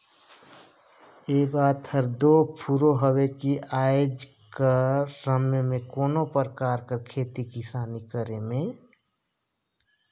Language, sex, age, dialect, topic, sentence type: Chhattisgarhi, male, 46-50, Northern/Bhandar, agriculture, statement